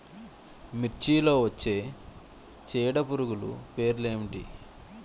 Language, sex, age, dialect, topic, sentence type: Telugu, male, 25-30, Utterandhra, agriculture, question